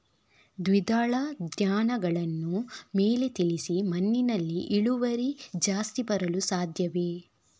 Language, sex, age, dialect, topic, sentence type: Kannada, female, 36-40, Coastal/Dakshin, agriculture, question